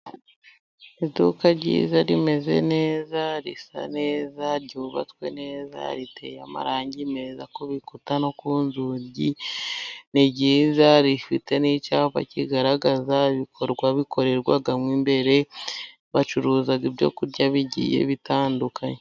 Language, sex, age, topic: Kinyarwanda, female, 25-35, finance